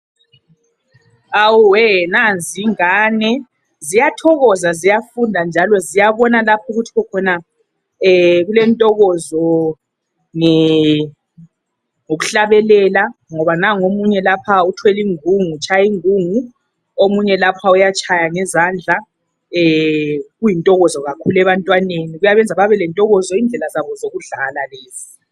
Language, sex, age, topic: North Ndebele, female, 36-49, health